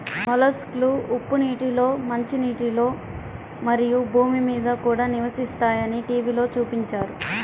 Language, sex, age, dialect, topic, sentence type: Telugu, female, 25-30, Central/Coastal, agriculture, statement